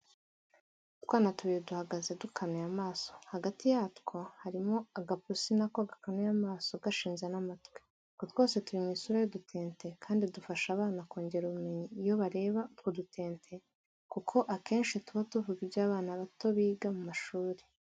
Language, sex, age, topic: Kinyarwanda, female, 18-24, education